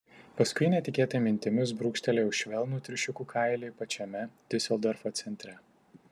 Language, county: Lithuanian, Tauragė